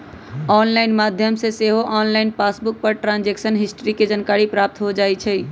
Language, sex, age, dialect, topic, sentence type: Magahi, male, 31-35, Western, banking, statement